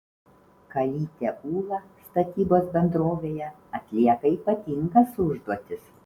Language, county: Lithuanian, Vilnius